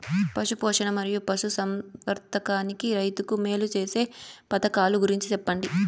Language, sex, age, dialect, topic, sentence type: Telugu, female, 18-24, Southern, agriculture, question